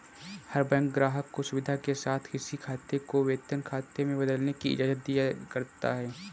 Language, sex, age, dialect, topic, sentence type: Hindi, male, 18-24, Kanauji Braj Bhasha, banking, statement